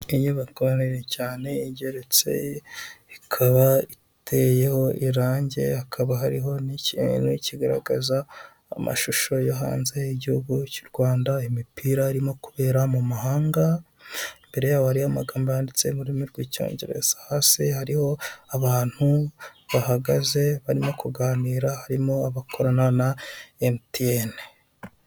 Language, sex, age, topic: Kinyarwanda, male, 25-35, government